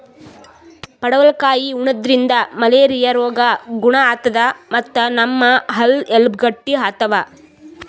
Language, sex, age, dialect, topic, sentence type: Kannada, female, 18-24, Northeastern, agriculture, statement